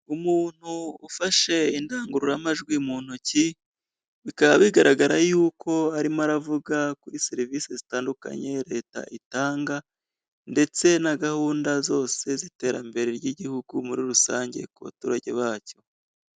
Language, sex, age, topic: Kinyarwanda, female, 25-35, government